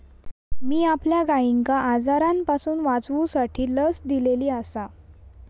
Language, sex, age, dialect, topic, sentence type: Marathi, female, 18-24, Southern Konkan, agriculture, statement